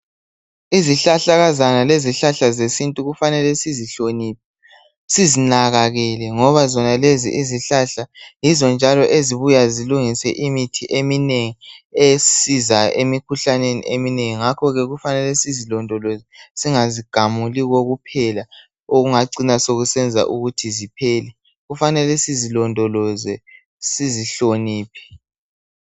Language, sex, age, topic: North Ndebele, male, 18-24, health